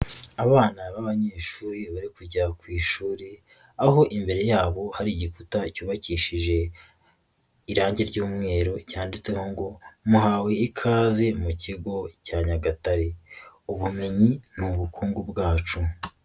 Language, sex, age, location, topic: Kinyarwanda, male, 18-24, Nyagatare, education